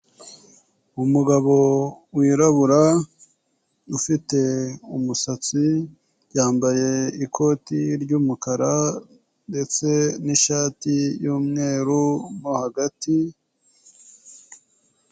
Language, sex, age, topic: Kinyarwanda, male, 18-24, government